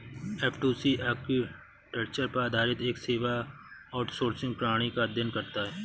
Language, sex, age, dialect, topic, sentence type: Hindi, male, 31-35, Awadhi Bundeli, agriculture, statement